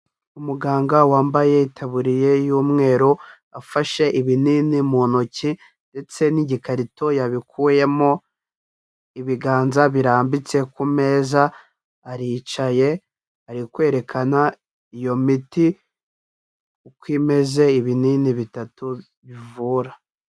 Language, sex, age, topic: Kinyarwanda, male, 18-24, health